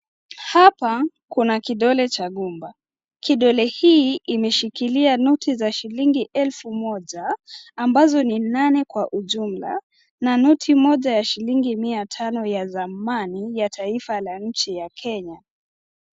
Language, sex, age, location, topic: Swahili, female, 25-35, Nakuru, finance